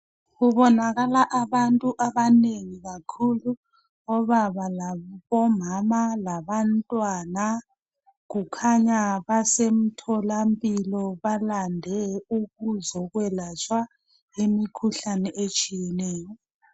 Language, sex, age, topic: North Ndebele, female, 36-49, health